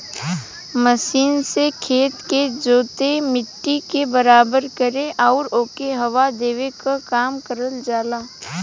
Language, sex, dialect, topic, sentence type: Bhojpuri, female, Western, agriculture, statement